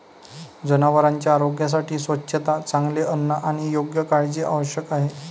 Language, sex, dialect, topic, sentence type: Marathi, male, Varhadi, agriculture, statement